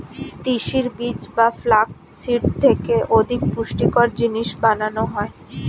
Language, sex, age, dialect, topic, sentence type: Bengali, female, 25-30, Standard Colloquial, agriculture, statement